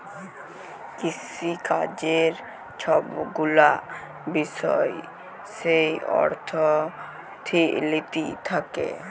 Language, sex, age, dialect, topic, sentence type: Bengali, male, 18-24, Jharkhandi, banking, statement